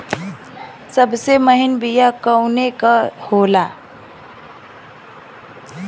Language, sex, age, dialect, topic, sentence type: Bhojpuri, female, 25-30, Western, agriculture, question